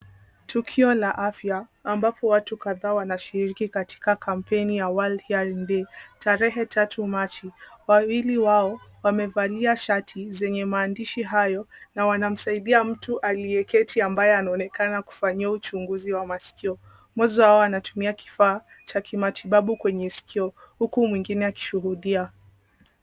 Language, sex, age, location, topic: Swahili, female, 18-24, Kisumu, health